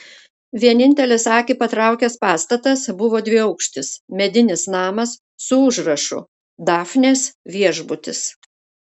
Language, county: Lithuanian, Šiauliai